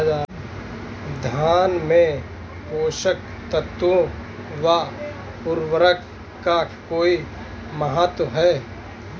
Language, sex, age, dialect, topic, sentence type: Hindi, male, 25-30, Marwari Dhudhari, agriculture, question